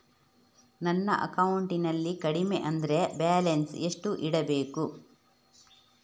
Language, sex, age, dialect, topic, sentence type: Kannada, female, 31-35, Coastal/Dakshin, banking, question